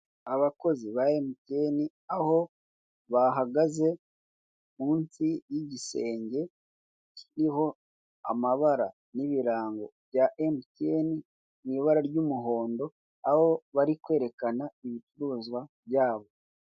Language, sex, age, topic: Kinyarwanda, male, 25-35, finance